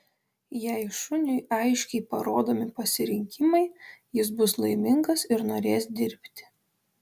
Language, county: Lithuanian, Panevėžys